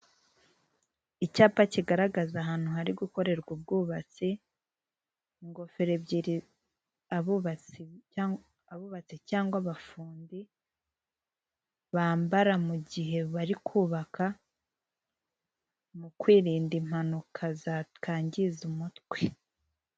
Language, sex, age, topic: Kinyarwanda, female, 18-24, government